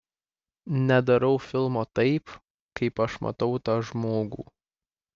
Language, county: Lithuanian, Klaipėda